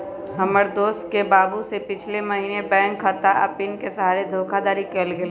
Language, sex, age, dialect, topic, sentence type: Magahi, female, 25-30, Western, banking, statement